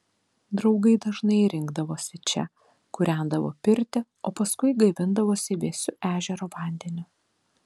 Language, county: Lithuanian, Telšiai